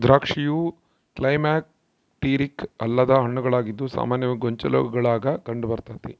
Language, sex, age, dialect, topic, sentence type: Kannada, male, 56-60, Central, agriculture, statement